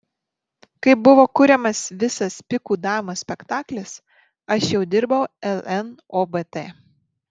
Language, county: Lithuanian, Marijampolė